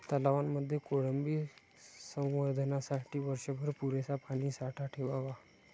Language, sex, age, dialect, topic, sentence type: Marathi, male, 25-30, Standard Marathi, agriculture, statement